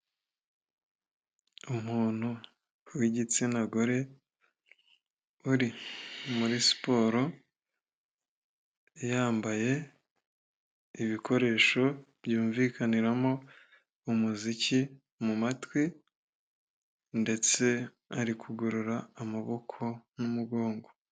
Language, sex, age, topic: Kinyarwanda, male, 18-24, health